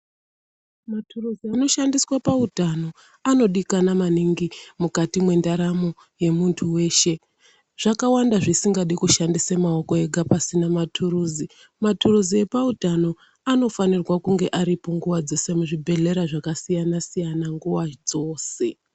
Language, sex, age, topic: Ndau, female, 36-49, health